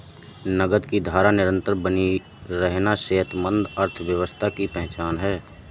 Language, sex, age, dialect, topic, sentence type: Hindi, male, 31-35, Awadhi Bundeli, banking, statement